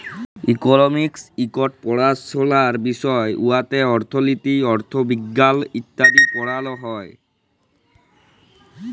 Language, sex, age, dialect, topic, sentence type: Bengali, female, 36-40, Jharkhandi, banking, statement